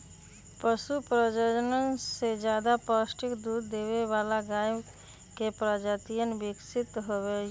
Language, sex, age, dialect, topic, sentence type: Magahi, male, 18-24, Western, agriculture, statement